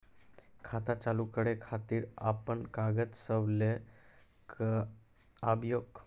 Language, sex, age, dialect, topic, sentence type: Maithili, male, 25-30, Angika, banking, question